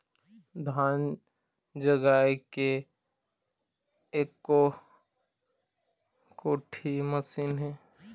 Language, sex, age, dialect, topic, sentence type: Chhattisgarhi, male, 25-30, Eastern, agriculture, question